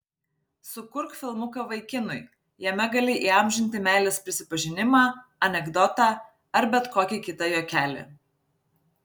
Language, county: Lithuanian, Vilnius